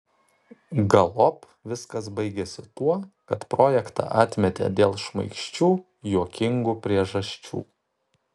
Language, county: Lithuanian, Kaunas